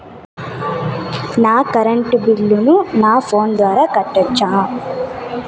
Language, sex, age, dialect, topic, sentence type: Telugu, female, 18-24, Southern, banking, question